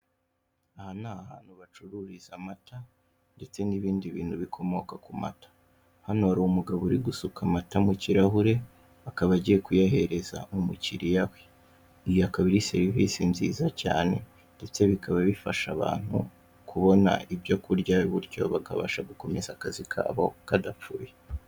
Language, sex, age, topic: Kinyarwanda, male, 18-24, finance